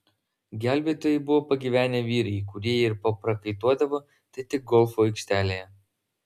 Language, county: Lithuanian, Vilnius